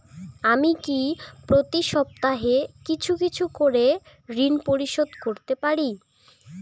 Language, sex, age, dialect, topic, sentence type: Bengali, female, 18-24, Rajbangshi, banking, question